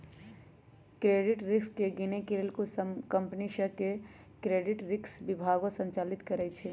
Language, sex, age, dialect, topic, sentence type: Magahi, male, 18-24, Western, banking, statement